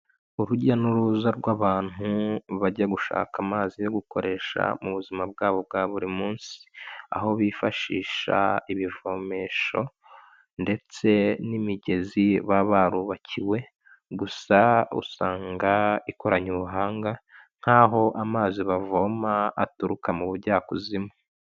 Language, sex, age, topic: Kinyarwanda, male, 25-35, health